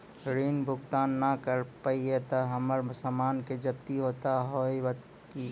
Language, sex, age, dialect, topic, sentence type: Maithili, male, 25-30, Angika, banking, question